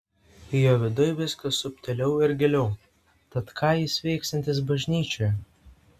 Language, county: Lithuanian, Vilnius